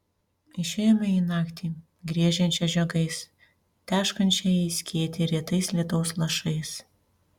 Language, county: Lithuanian, Panevėžys